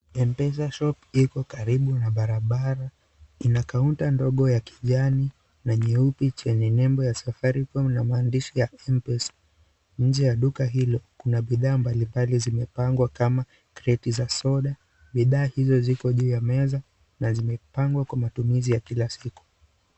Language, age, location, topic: Swahili, 18-24, Kisii, finance